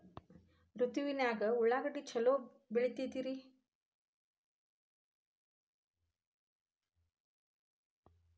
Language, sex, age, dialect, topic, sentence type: Kannada, female, 51-55, Dharwad Kannada, agriculture, question